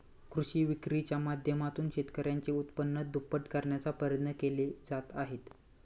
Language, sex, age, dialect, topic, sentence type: Marathi, male, 18-24, Standard Marathi, agriculture, statement